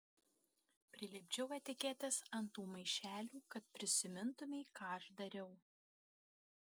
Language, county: Lithuanian, Kaunas